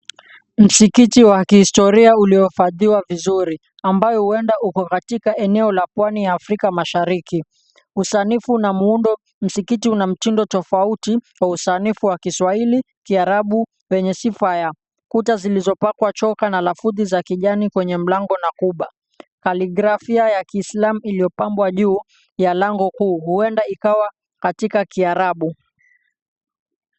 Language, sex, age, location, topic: Swahili, male, 18-24, Mombasa, government